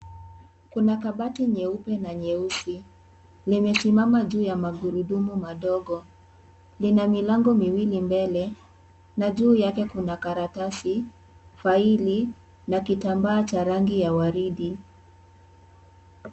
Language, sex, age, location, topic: Swahili, female, 18-24, Kisii, education